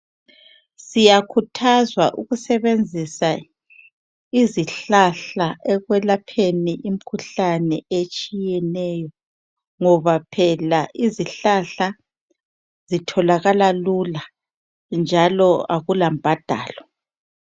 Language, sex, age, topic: North Ndebele, female, 36-49, health